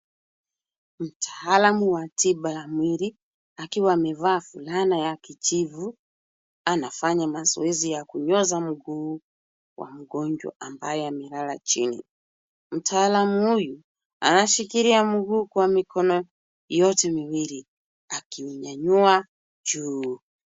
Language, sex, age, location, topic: Swahili, female, 36-49, Kisumu, health